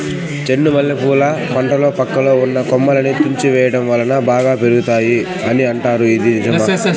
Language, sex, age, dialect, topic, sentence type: Telugu, male, 18-24, Southern, agriculture, question